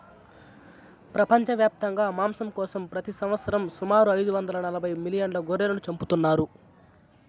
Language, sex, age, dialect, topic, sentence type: Telugu, male, 41-45, Southern, agriculture, statement